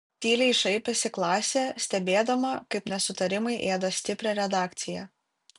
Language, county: Lithuanian, Kaunas